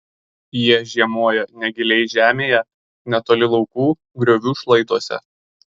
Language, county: Lithuanian, Kaunas